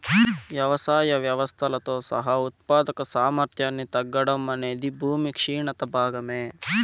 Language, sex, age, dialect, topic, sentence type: Telugu, male, 18-24, Southern, agriculture, statement